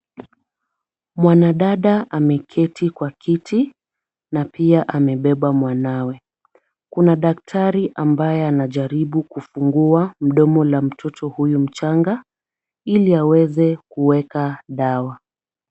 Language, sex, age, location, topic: Swahili, female, 36-49, Kisumu, health